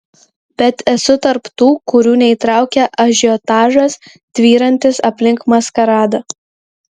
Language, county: Lithuanian, Kaunas